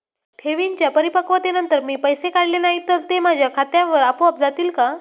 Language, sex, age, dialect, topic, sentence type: Marathi, male, 18-24, Standard Marathi, banking, question